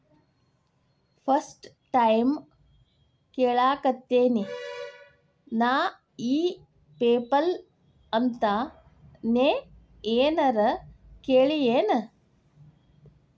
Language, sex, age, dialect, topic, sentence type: Kannada, female, 18-24, Dharwad Kannada, banking, statement